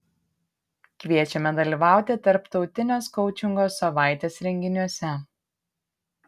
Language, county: Lithuanian, Panevėžys